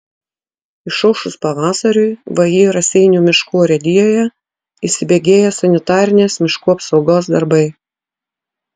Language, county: Lithuanian, Utena